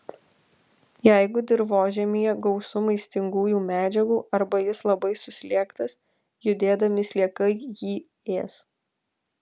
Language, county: Lithuanian, Alytus